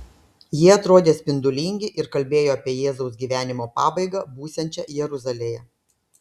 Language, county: Lithuanian, Klaipėda